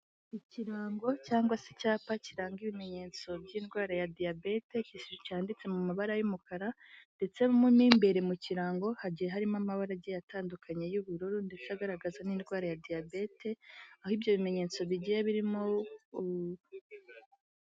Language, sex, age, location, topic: Kinyarwanda, female, 18-24, Kigali, health